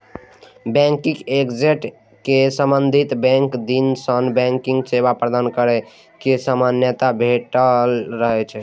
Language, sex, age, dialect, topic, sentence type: Maithili, male, 18-24, Eastern / Thethi, banking, statement